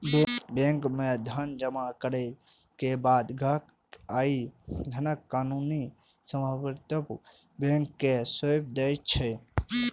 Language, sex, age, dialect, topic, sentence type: Maithili, male, 25-30, Eastern / Thethi, banking, statement